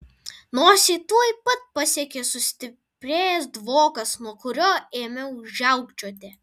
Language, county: Lithuanian, Vilnius